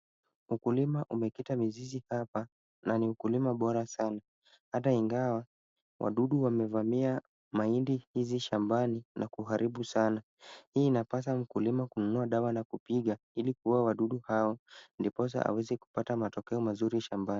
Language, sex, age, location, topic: Swahili, male, 18-24, Kisumu, agriculture